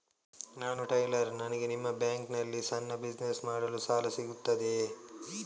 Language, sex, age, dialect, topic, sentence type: Kannada, male, 25-30, Coastal/Dakshin, banking, question